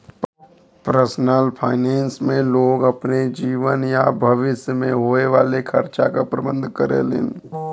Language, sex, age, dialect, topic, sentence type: Bhojpuri, male, 36-40, Western, banking, statement